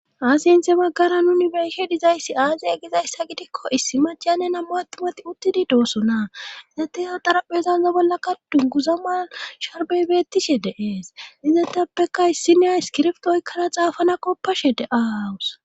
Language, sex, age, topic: Gamo, female, 25-35, government